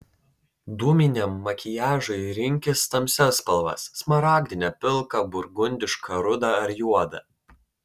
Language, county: Lithuanian, Telšiai